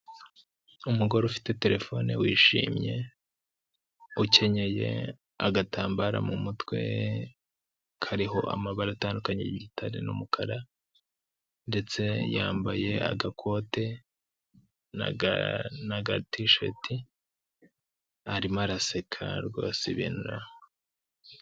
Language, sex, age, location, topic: Kinyarwanda, male, 18-24, Nyagatare, agriculture